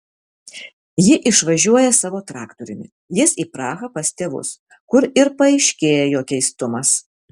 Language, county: Lithuanian, Vilnius